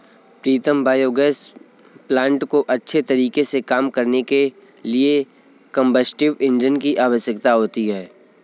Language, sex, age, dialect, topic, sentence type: Hindi, male, 25-30, Kanauji Braj Bhasha, agriculture, statement